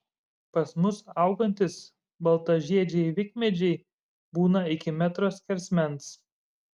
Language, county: Lithuanian, Šiauliai